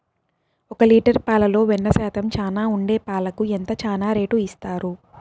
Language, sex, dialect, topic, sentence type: Telugu, female, Southern, agriculture, question